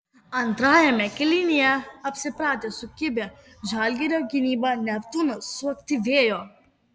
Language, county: Lithuanian, Kaunas